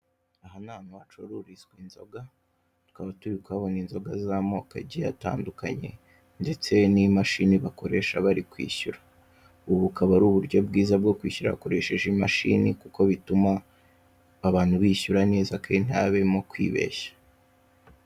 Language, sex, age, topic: Kinyarwanda, male, 18-24, finance